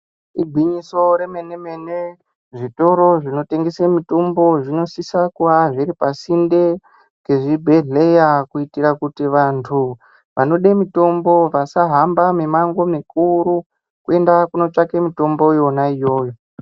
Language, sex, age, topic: Ndau, female, 36-49, health